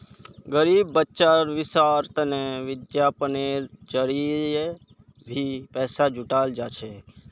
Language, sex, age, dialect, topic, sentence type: Magahi, male, 51-55, Northeastern/Surjapuri, banking, statement